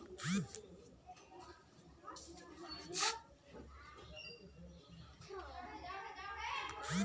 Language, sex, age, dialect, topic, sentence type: Magahi, female, 25-30, Northeastern/Surjapuri, agriculture, statement